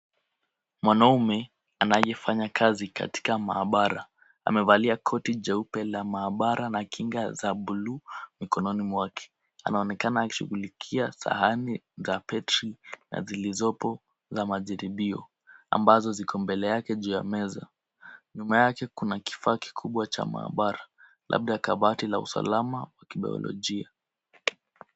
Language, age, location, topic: Swahili, 36-49, Kisumu, health